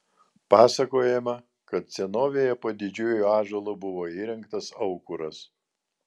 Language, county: Lithuanian, Vilnius